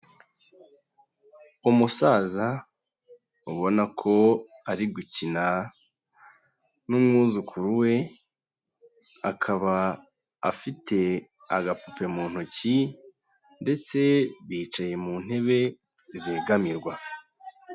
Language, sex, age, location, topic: Kinyarwanda, male, 25-35, Huye, health